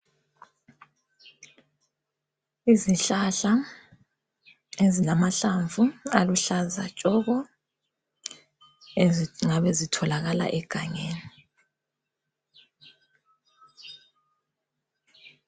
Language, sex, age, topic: North Ndebele, female, 25-35, health